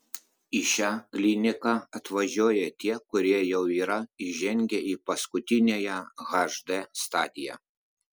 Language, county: Lithuanian, Klaipėda